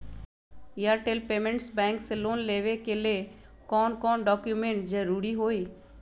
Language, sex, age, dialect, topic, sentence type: Magahi, female, 25-30, Western, banking, question